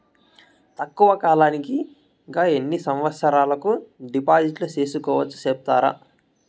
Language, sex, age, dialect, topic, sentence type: Telugu, male, 18-24, Southern, banking, question